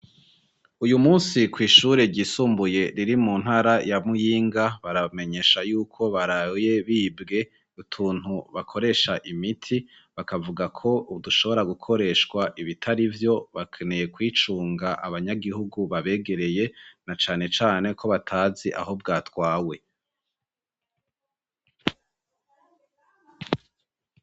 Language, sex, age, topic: Rundi, male, 25-35, education